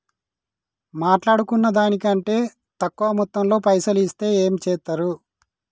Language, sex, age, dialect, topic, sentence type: Telugu, male, 31-35, Telangana, banking, question